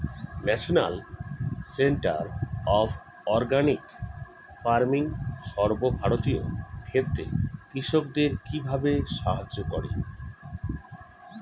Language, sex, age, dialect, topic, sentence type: Bengali, male, 41-45, Standard Colloquial, agriculture, question